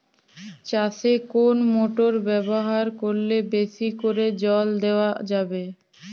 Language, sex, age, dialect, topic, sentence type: Bengali, female, 18-24, Jharkhandi, agriculture, question